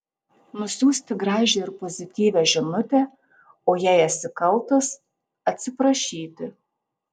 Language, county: Lithuanian, Tauragė